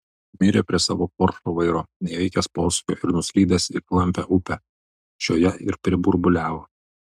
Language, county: Lithuanian, Vilnius